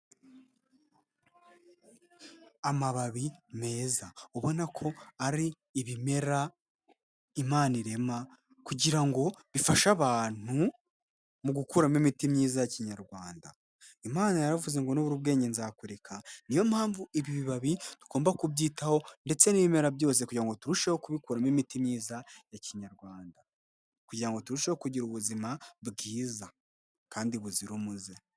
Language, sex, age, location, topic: Kinyarwanda, male, 18-24, Kigali, health